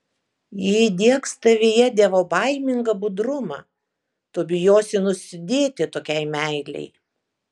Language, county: Lithuanian, Kaunas